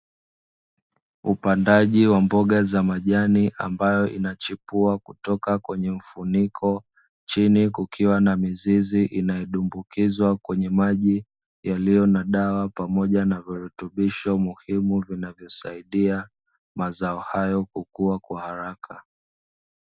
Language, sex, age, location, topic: Swahili, male, 25-35, Dar es Salaam, agriculture